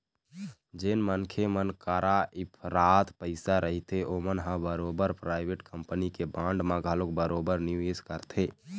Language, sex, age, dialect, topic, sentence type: Chhattisgarhi, male, 18-24, Eastern, banking, statement